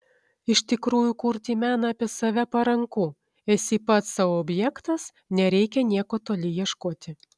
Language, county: Lithuanian, Šiauliai